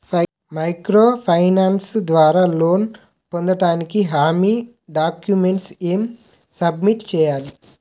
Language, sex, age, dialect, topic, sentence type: Telugu, male, 18-24, Utterandhra, banking, question